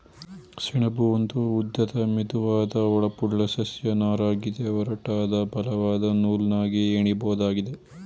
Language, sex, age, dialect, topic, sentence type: Kannada, male, 18-24, Mysore Kannada, agriculture, statement